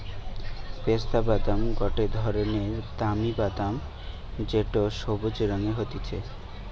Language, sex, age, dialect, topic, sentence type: Bengali, male, 18-24, Western, agriculture, statement